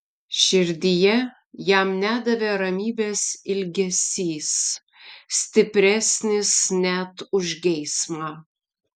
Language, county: Lithuanian, Vilnius